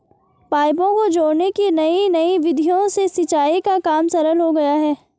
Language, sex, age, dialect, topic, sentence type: Hindi, female, 51-55, Garhwali, agriculture, statement